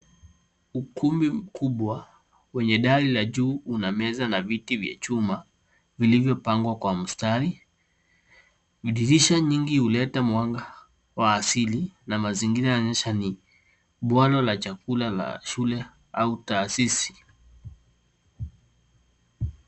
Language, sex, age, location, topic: Swahili, female, 50+, Nairobi, education